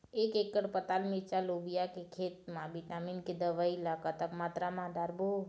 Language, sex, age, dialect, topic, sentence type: Chhattisgarhi, female, 46-50, Eastern, agriculture, question